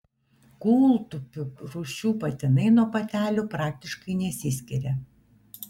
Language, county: Lithuanian, Vilnius